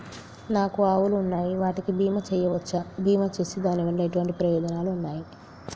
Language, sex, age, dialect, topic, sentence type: Telugu, male, 46-50, Telangana, banking, question